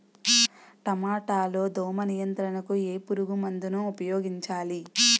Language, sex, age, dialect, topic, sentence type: Telugu, female, 18-24, Utterandhra, agriculture, question